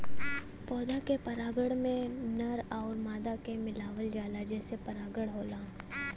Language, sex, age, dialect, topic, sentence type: Bhojpuri, female, 18-24, Western, agriculture, statement